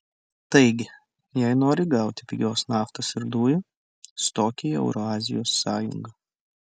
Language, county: Lithuanian, Utena